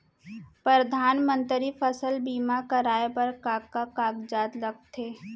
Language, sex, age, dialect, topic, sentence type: Chhattisgarhi, female, 60-100, Central, banking, question